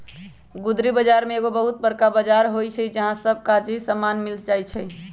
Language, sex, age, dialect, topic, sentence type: Magahi, male, 25-30, Western, agriculture, statement